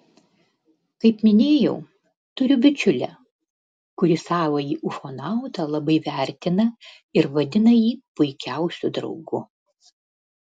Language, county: Lithuanian, Panevėžys